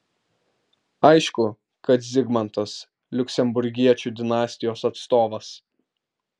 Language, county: Lithuanian, Vilnius